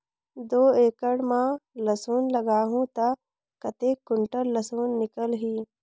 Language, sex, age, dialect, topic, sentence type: Chhattisgarhi, female, 46-50, Northern/Bhandar, agriculture, question